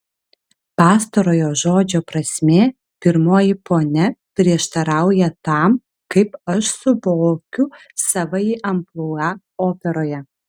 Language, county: Lithuanian, Vilnius